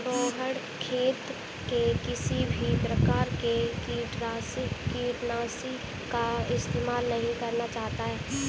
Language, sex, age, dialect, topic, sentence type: Hindi, female, 18-24, Kanauji Braj Bhasha, agriculture, statement